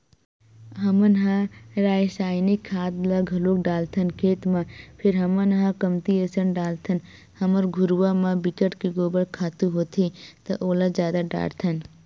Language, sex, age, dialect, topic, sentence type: Chhattisgarhi, female, 18-24, Western/Budati/Khatahi, agriculture, statement